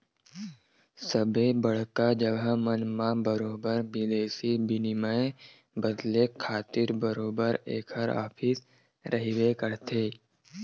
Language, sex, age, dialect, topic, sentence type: Chhattisgarhi, male, 18-24, Western/Budati/Khatahi, banking, statement